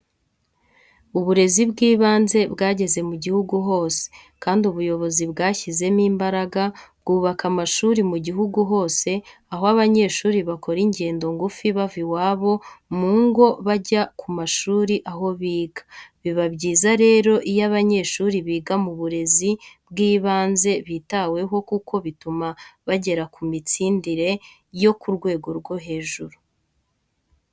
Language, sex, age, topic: Kinyarwanda, female, 25-35, education